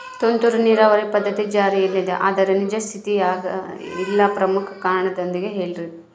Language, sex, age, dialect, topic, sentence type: Kannada, female, 31-35, Central, agriculture, question